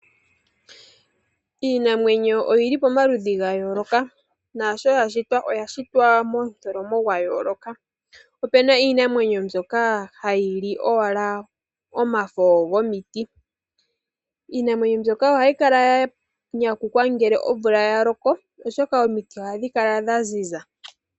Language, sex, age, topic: Oshiwambo, female, 18-24, agriculture